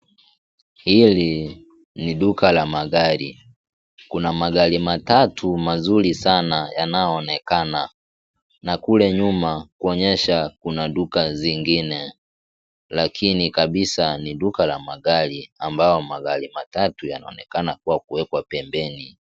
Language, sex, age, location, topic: Swahili, male, 18-24, Kisii, finance